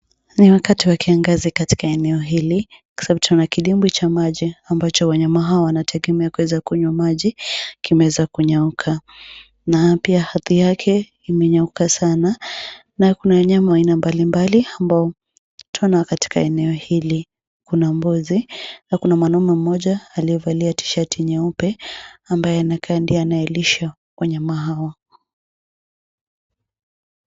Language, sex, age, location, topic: Swahili, female, 25-35, Nairobi, health